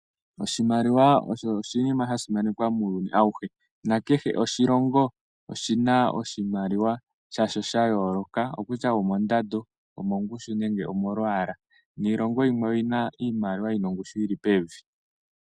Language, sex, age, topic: Oshiwambo, male, 18-24, finance